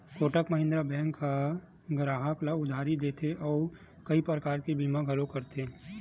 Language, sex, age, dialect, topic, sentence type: Chhattisgarhi, male, 18-24, Western/Budati/Khatahi, banking, statement